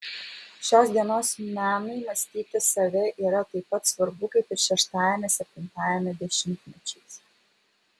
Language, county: Lithuanian, Vilnius